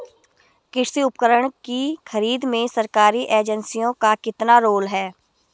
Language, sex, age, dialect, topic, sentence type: Hindi, female, 31-35, Garhwali, agriculture, question